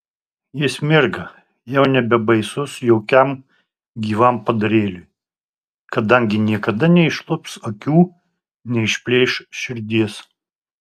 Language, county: Lithuanian, Tauragė